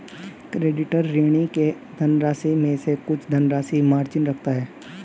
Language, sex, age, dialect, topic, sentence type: Hindi, male, 18-24, Hindustani Malvi Khadi Boli, banking, statement